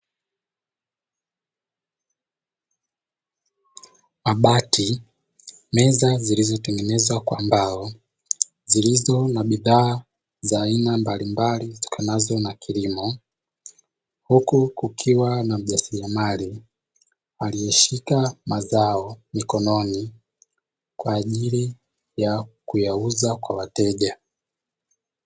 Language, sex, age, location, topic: Swahili, male, 18-24, Dar es Salaam, finance